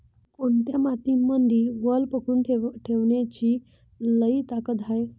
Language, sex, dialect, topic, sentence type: Marathi, female, Varhadi, agriculture, question